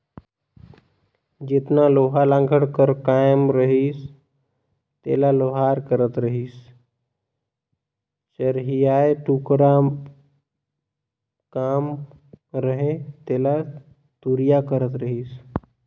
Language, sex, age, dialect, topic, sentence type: Chhattisgarhi, male, 18-24, Northern/Bhandar, agriculture, statement